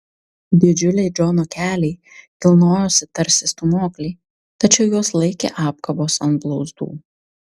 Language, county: Lithuanian, Tauragė